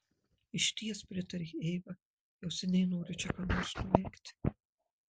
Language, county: Lithuanian, Marijampolė